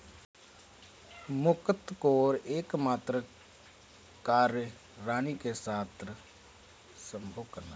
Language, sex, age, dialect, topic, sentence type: Hindi, male, 31-35, Kanauji Braj Bhasha, agriculture, statement